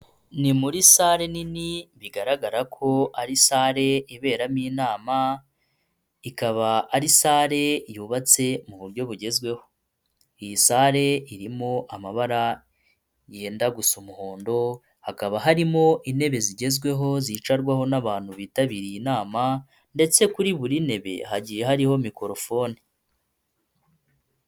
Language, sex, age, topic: Kinyarwanda, male, 25-35, health